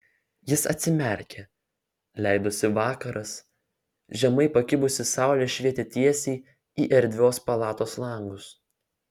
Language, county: Lithuanian, Vilnius